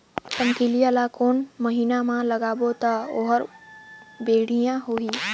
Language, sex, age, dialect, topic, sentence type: Chhattisgarhi, male, 18-24, Northern/Bhandar, agriculture, question